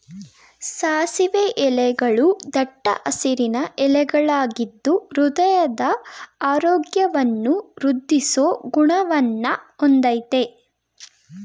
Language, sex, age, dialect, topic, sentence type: Kannada, female, 18-24, Mysore Kannada, agriculture, statement